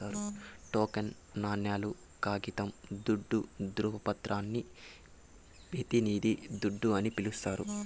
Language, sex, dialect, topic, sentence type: Telugu, male, Southern, banking, statement